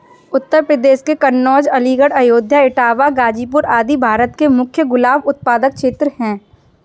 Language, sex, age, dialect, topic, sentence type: Hindi, female, 18-24, Kanauji Braj Bhasha, agriculture, statement